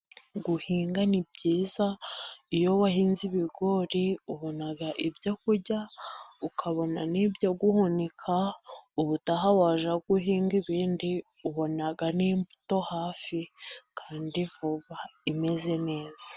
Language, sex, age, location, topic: Kinyarwanda, female, 18-24, Musanze, agriculture